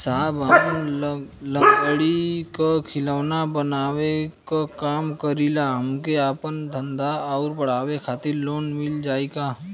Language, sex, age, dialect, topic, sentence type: Bhojpuri, male, 25-30, Western, banking, question